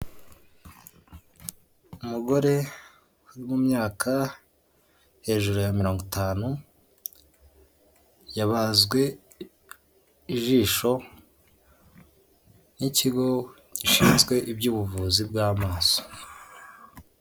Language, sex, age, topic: Kinyarwanda, male, 18-24, health